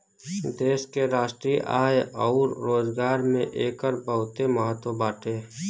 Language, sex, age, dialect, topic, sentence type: Bhojpuri, male, 18-24, Western, agriculture, statement